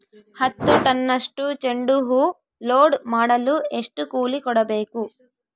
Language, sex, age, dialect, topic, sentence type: Kannada, female, 18-24, Central, agriculture, question